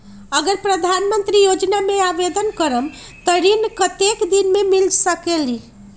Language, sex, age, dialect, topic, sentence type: Magahi, female, 31-35, Western, banking, question